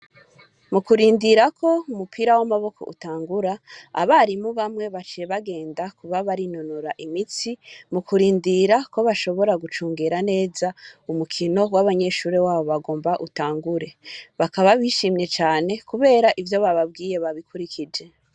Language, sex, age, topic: Rundi, female, 25-35, education